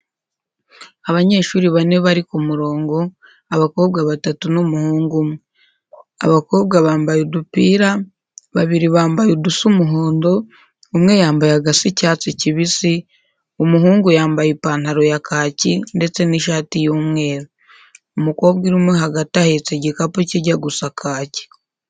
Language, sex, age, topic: Kinyarwanda, female, 25-35, education